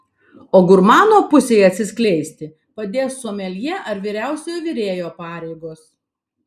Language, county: Lithuanian, Vilnius